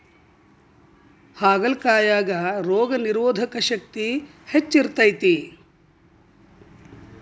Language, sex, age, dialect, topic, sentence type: Kannada, female, 60-100, Dharwad Kannada, agriculture, statement